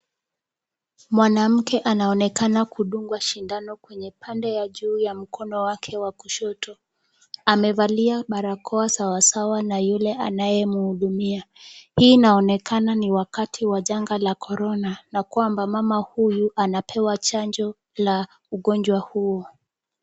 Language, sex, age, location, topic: Swahili, female, 18-24, Kisumu, health